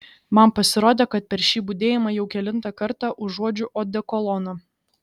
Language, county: Lithuanian, Šiauliai